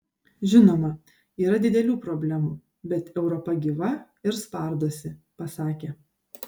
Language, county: Lithuanian, Šiauliai